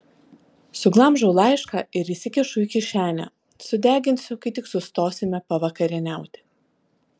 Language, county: Lithuanian, Alytus